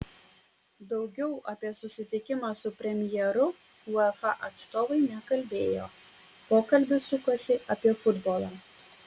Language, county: Lithuanian, Kaunas